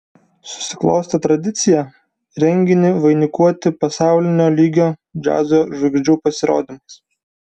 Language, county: Lithuanian, Vilnius